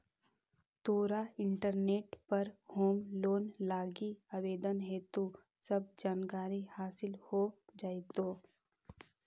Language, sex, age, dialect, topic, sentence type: Magahi, female, 18-24, Central/Standard, banking, statement